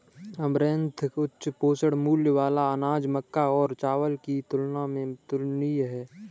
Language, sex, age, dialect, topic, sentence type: Hindi, male, 18-24, Kanauji Braj Bhasha, agriculture, statement